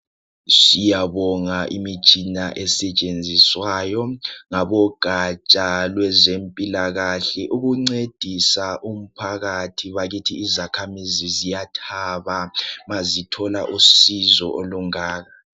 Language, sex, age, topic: North Ndebele, male, 18-24, health